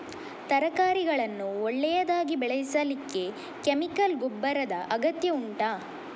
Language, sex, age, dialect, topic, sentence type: Kannada, male, 36-40, Coastal/Dakshin, agriculture, question